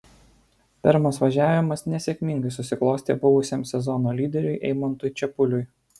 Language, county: Lithuanian, Alytus